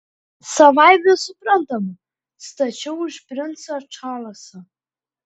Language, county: Lithuanian, Klaipėda